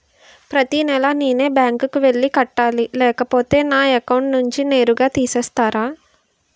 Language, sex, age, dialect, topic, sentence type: Telugu, female, 18-24, Utterandhra, banking, question